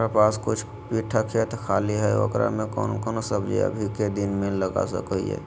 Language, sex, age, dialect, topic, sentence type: Magahi, male, 56-60, Southern, agriculture, question